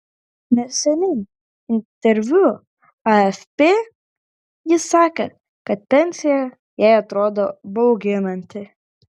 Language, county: Lithuanian, Klaipėda